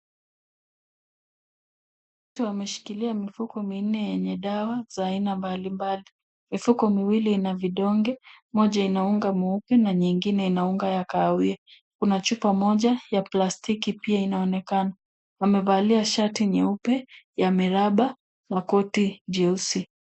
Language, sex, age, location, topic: Swahili, female, 50+, Kisumu, health